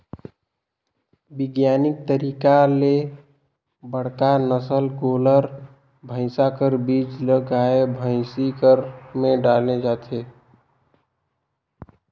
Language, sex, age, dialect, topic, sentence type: Chhattisgarhi, male, 18-24, Northern/Bhandar, agriculture, statement